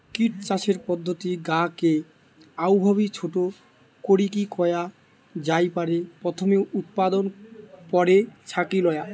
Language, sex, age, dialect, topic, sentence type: Bengali, male, 18-24, Western, agriculture, statement